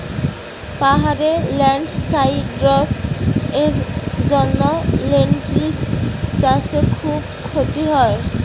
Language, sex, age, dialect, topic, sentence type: Bengali, female, 18-24, Rajbangshi, agriculture, question